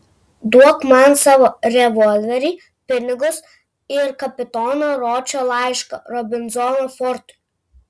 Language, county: Lithuanian, Vilnius